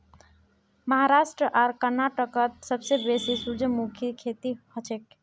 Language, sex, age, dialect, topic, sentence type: Magahi, male, 41-45, Northeastern/Surjapuri, agriculture, statement